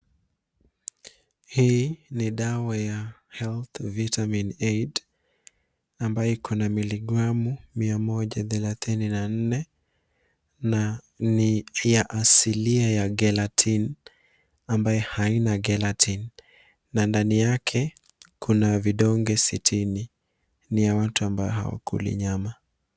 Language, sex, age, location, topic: Swahili, male, 25-35, Nairobi, health